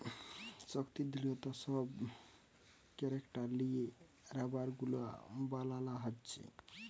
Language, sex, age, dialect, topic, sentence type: Bengali, male, 18-24, Western, agriculture, statement